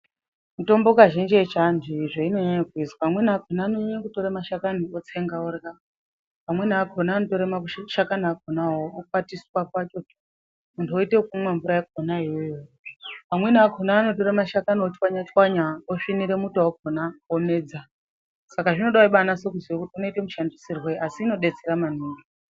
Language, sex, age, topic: Ndau, female, 25-35, health